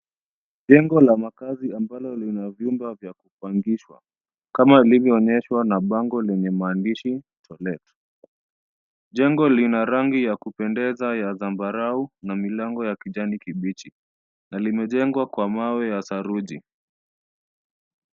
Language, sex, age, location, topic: Swahili, male, 25-35, Nairobi, finance